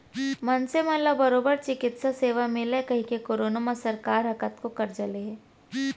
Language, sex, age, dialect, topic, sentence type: Chhattisgarhi, female, 18-24, Central, banking, statement